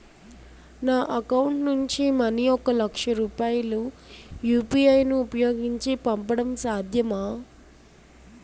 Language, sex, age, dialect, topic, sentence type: Telugu, female, 18-24, Utterandhra, banking, question